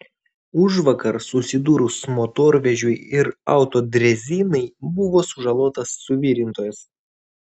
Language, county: Lithuanian, Vilnius